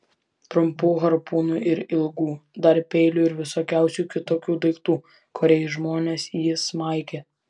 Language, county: Lithuanian, Vilnius